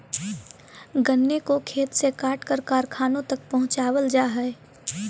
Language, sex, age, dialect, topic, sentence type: Magahi, female, 18-24, Central/Standard, agriculture, statement